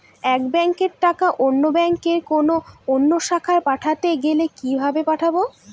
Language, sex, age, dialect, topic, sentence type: Bengali, female, <18, Northern/Varendri, banking, question